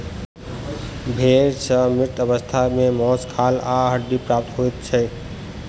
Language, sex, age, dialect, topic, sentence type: Maithili, male, 25-30, Southern/Standard, agriculture, statement